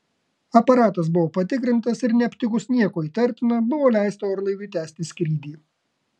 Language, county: Lithuanian, Kaunas